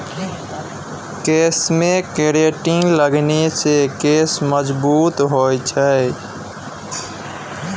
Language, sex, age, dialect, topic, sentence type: Maithili, male, 18-24, Bajjika, agriculture, statement